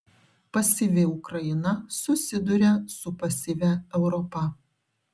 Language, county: Lithuanian, Šiauliai